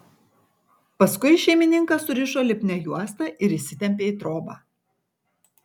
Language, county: Lithuanian, Kaunas